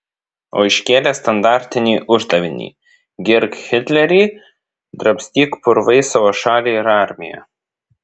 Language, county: Lithuanian, Vilnius